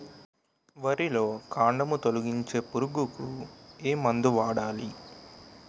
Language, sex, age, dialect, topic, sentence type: Telugu, male, 18-24, Utterandhra, agriculture, question